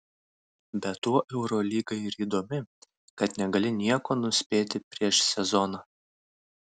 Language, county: Lithuanian, Vilnius